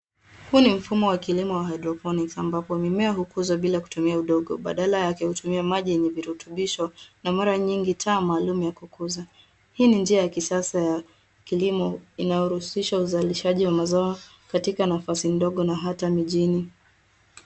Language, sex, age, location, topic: Swahili, female, 18-24, Nairobi, agriculture